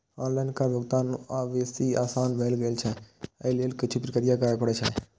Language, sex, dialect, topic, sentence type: Maithili, male, Eastern / Thethi, banking, statement